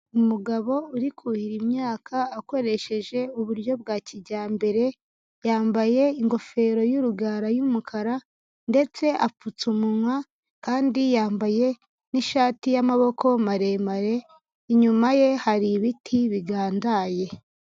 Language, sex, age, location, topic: Kinyarwanda, female, 18-24, Nyagatare, agriculture